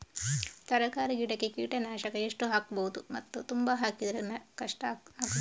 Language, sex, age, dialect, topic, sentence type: Kannada, female, 31-35, Coastal/Dakshin, agriculture, question